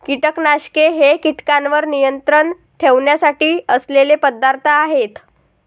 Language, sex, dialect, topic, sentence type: Marathi, female, Varhadi, agriculture, statement